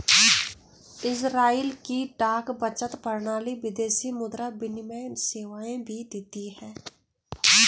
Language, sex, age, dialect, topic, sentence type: Hindi, female, 25-30, Garhwali, banking, statement